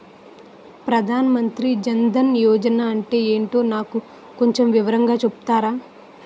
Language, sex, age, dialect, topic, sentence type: Telugu, female, 18-24, Utterandhra, banking, question